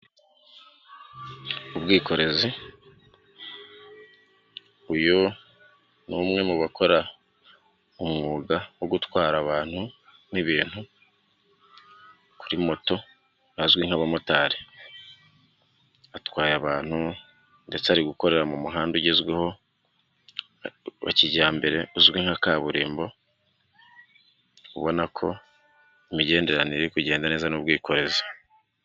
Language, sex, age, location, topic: Kinyarwanda, male, 36-49, Nyagatare, finance